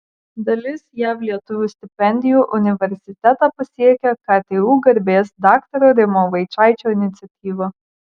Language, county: Lithuanian, Marijampolė